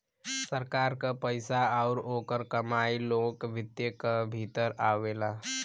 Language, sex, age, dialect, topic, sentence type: Bhojpuri, male, 18-24, Western, banking, statement